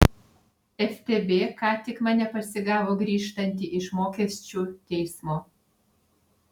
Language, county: Lithuanian, Vilnius